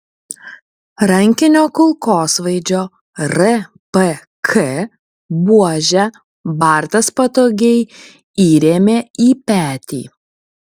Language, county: Lithuanian, Kaunas